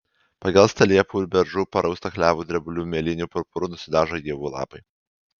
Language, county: Lithuanian, Alytus